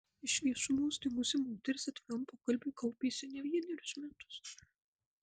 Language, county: Lithuanian, Marijampolė